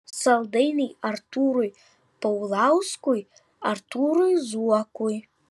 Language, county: Lithuanian, Vilnius